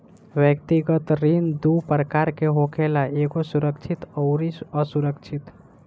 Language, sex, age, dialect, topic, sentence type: Bhojpuri, female, <18, Southern / Standard, banking, statement